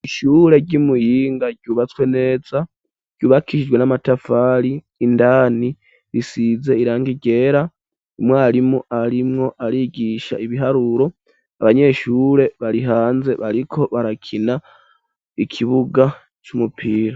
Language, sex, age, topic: Rundi, male, 18-24, education